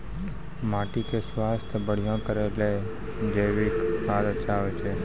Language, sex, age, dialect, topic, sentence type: Maithili, male, 18-24, Angika, agriculture, question